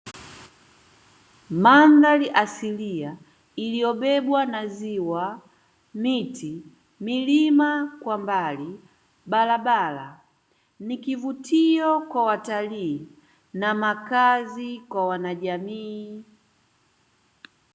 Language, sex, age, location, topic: Swahili, female, 25-35, Dar es Salaam, agriculture